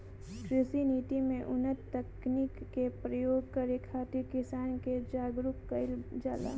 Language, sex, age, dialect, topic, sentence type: Bhojpuri, female, 18-24, Northern, agriculture, statement